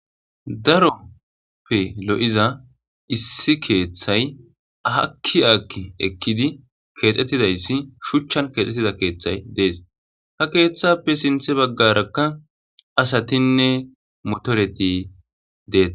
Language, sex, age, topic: Gamo, male, 18-24, government